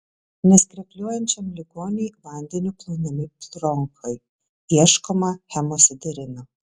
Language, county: Lithuanian, Telšiai